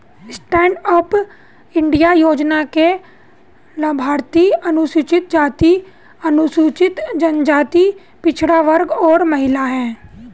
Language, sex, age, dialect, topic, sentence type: Hindi, female, 31-35, Hindustani Malvi Khadi Boli, banking, statement